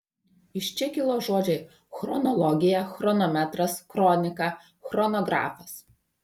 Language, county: Lithuanian, Panevėžys